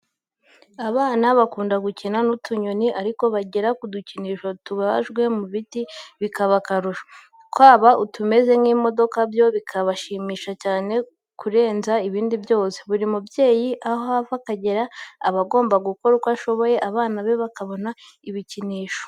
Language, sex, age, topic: Kinyarwanda, female, 18-24, education